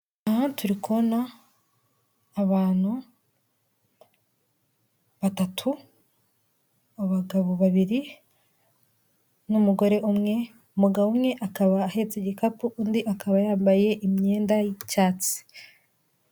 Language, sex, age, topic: Kinyarwanda, female, 18-24, government